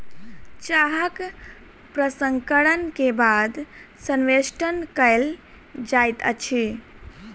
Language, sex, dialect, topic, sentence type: Maithili, female, Southern/Standard, agriculture, statement